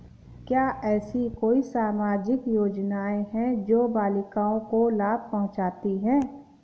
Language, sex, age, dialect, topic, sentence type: Hindi, female, 18-24, Awadhi Bundeli, banking, statement